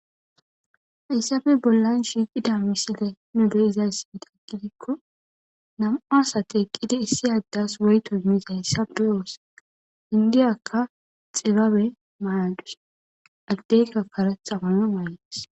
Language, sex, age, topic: Gamo, female, 18-24, government